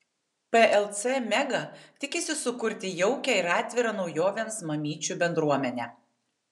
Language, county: Lithuanian, Tauragė